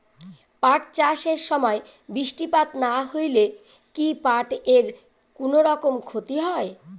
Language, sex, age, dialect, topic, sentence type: Bengali, female, 41-45, Rajbangshi, agriculture, question